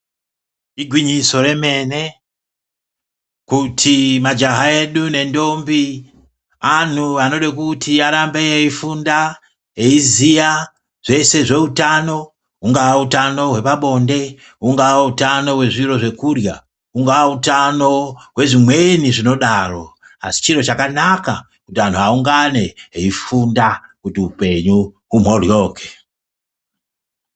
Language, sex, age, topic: Ndau, female, 25-35, health